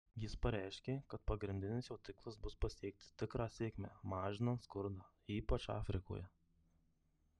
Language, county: Lithuanian, Marijampolė